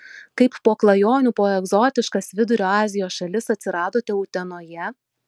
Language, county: Lithuanian, Vilnius